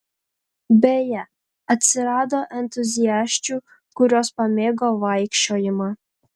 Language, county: Lithuanian, Panevėžys